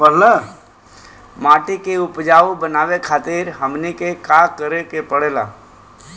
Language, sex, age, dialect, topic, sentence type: Bhojpuri, male, 36-40, Western, agriculture, question